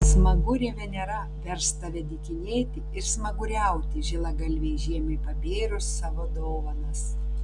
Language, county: Lithuanian, Tauragė